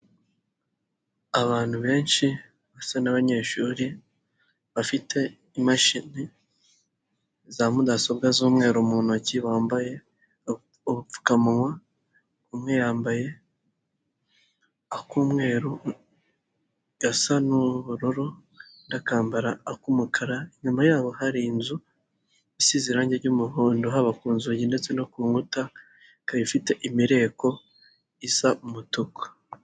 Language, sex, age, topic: Kinyarwanda, male, 18-24, government